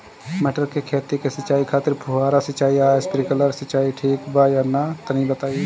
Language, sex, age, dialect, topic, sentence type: Bhojpuri, male, 25-30, Northern, agriculture, question